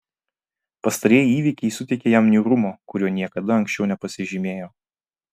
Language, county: Lithuanian, Vilnius